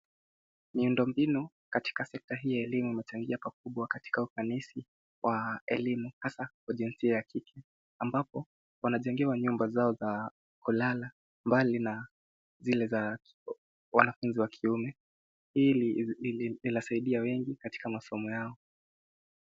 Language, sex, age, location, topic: Swahili, male, 18-24, Nairobi, education